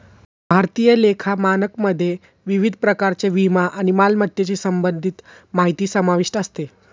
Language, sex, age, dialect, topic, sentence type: Marathi, male, 18-24, Standard Marathi, banking, statement